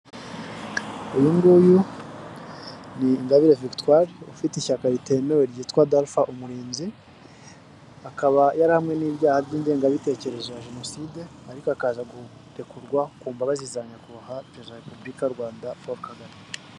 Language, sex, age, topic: Kinyarwanda, male, 18-24, government